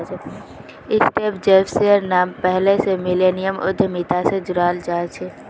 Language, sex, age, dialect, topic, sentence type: Magahi, female, 18-24, Northeastern/Surjapuri, banking, statement